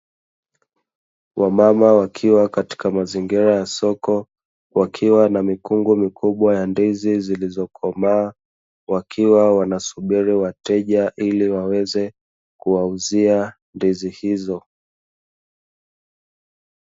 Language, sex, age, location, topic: Swahili, male, 25-35, Dar es Salaam, agriculture